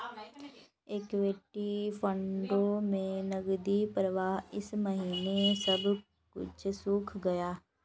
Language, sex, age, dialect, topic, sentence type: Hindi, female, 56-60, Kanauji Braj Bhasha, banking, statement